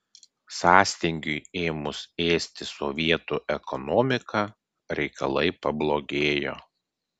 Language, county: Lithuanian, Klaipėda